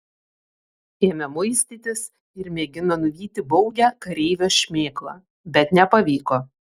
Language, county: Lithuanian, Vilnius